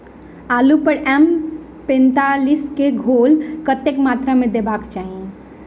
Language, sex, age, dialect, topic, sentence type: Maithili, female, 18-24, Southern/Standard, agriculture, question